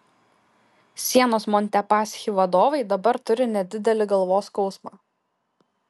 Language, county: Lithuanian, Kaunas